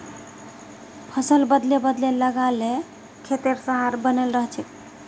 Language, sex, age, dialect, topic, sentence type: Magahi, female, 41-45, Northeastern/Surjapuri, agriculture, statement